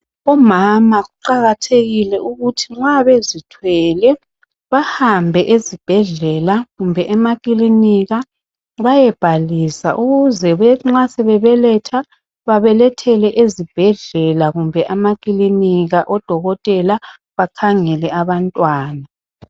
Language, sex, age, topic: North Ndebele, female, 25-35, health